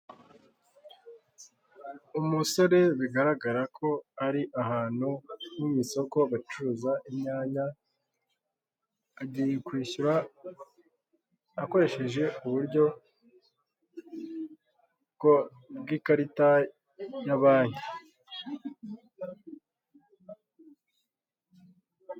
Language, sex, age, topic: Kinyarwanda, male, 25-35, finance